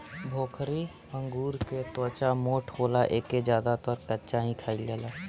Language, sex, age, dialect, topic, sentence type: Bhojpuri, male, 18-24, Northern, agriculture, statement